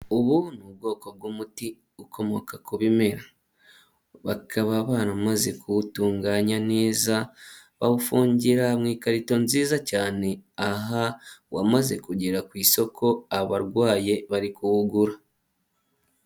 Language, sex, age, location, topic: Kinyarwanda, male, 25-35, Huye, health